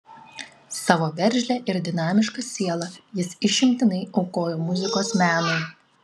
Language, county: Lithuanian, Klaipėda